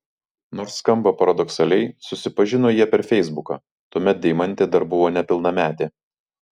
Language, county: Lithuanian, Vilnius